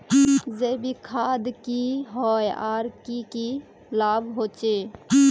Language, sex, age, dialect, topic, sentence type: Magahi, female, 18-24, Northeastern/Surjapuri, agriculture, question